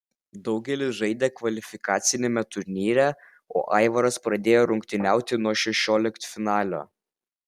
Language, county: Lithuanian, Vilnius